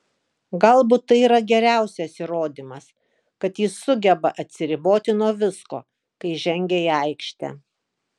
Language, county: Lithuanian, Kaunas